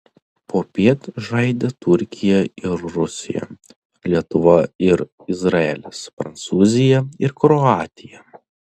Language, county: Lithuanian, Telšiai